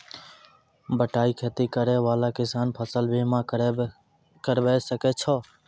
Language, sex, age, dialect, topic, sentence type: Maithili, male, 18-24, Angika, agriculture, question